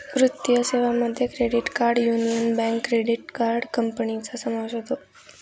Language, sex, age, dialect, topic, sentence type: Marathi, female, 18-24, Northern Konkan, banking, statement